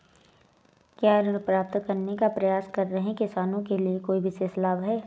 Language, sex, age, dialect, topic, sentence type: Hindi, female, 18-24, Awadhi Bundeli, agriculture, statement